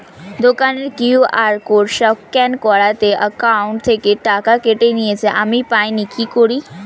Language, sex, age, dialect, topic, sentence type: Bengali, female, 60-100, Standard Colloquial, banking, question